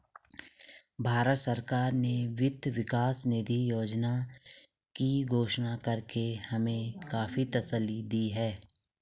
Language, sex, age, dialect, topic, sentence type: Hindi, female, 36-40, Garhwali, banking, statement